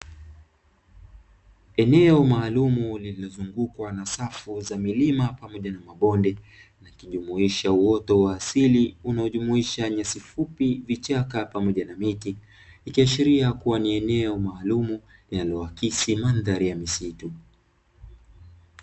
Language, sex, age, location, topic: Swahili, male, 25-35, Dar es Salaam, agriculture